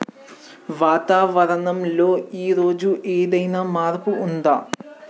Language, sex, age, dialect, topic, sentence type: Telugu, male, 18-24, Telangana, agriculture, question